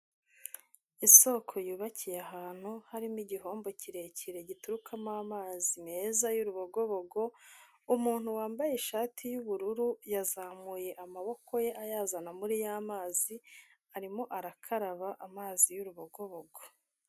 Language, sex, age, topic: Kinyarwanda, female, 25-35, health